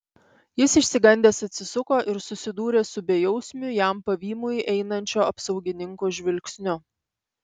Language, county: Lithuanian, Panevėžys